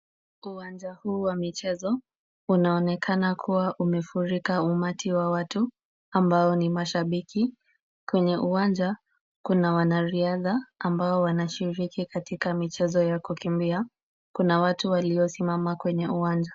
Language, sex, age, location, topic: Swahili, female, 18-24, Kisumu, government